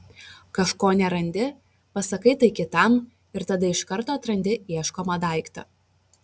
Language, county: Lithuanian, Vilnius